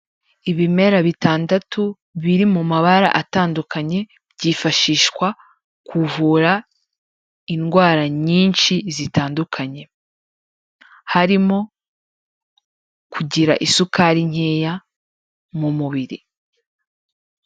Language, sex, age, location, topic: Kinyarwanda, female, 25-35, Kigali, health